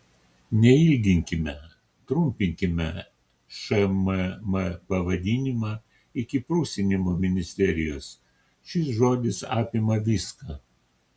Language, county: Lithuanian, Kaunas